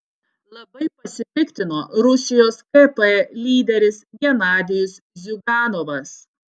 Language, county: Lithuanian, Utena